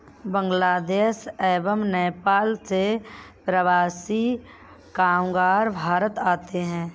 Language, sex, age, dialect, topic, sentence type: Hindi, male, 31-35, Kanauji Braj Bhasha, agriculture, statement